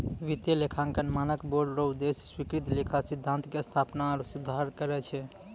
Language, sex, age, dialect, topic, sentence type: Maithili, male, 18-24, Angika, banking, statement